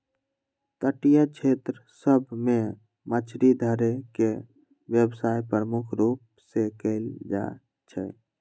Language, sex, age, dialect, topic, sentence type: Magahi, male, 18-24, Western, agriculture, statement